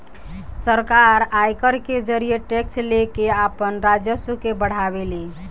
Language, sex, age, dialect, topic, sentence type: Bhojpuri, female, <18, Southern / Standard, banking, statement